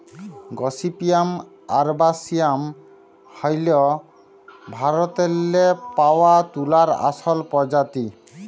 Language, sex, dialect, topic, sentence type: Bengali, male, Jharkhandi, agriculture, statement